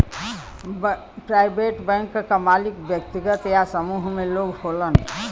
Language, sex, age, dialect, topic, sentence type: Bhojpuri, female, 25-30, Western, banking, statement